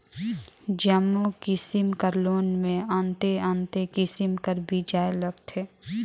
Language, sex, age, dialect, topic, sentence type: Chhattisgarhi, female, 25-30, Northern/Bhandar, banking, statement